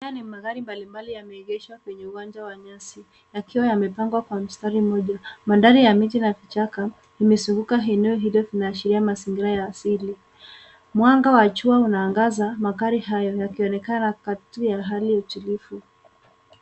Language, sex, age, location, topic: Swahili, female, 18-24, Nairobi, finance